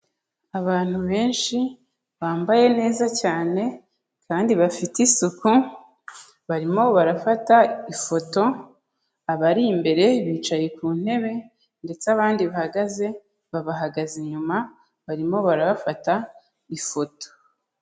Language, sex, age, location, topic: Kinyarwanda, female, 25-35, Kigali, health